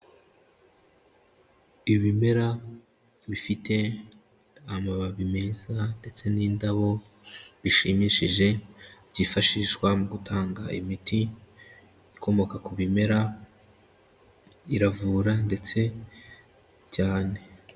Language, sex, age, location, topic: Kinyarwanda, male, 18-24, Kigali, health